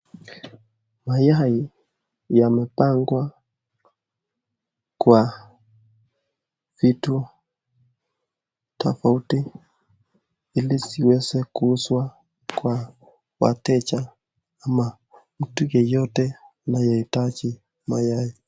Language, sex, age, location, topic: Swahili, male, 18-24, Nakuru, finance